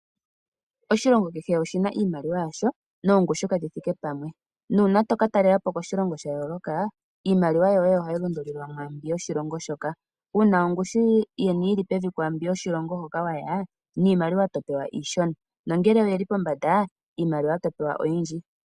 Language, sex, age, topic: Oshiwambo, female, 18-24, finance